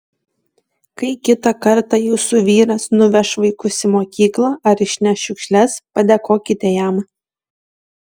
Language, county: Lithuanian, Šiauliai